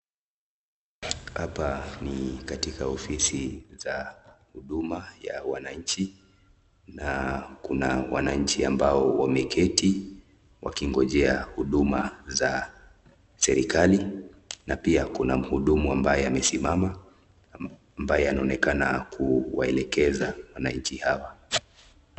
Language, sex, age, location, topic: Swahili, male, 18-24, Nakuru, government